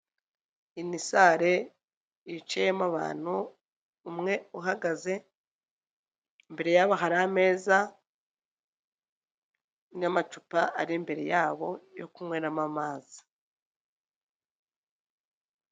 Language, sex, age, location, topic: Kinyarwanda, female, 25-35, Nyagatare, health